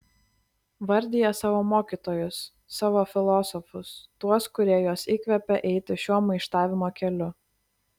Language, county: Lithuanian, Klaipėda